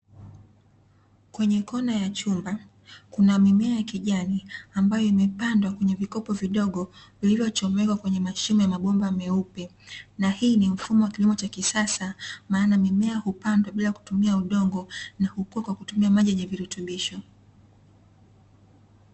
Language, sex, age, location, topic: Swahili, female, 18-24, Dar es Salaam, agriculture